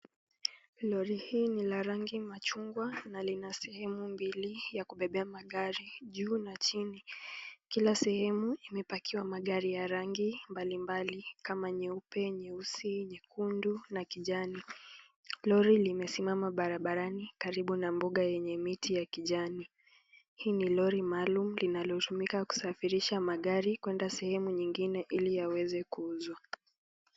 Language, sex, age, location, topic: Swahili, female, 18-24, Nakuru, finance